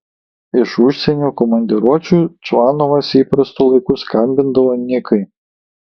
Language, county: Lithuanian, Kaunas